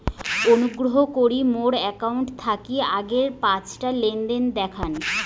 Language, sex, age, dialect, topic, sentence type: Bengali, female, 25-30, Rajbangshi, banking, statement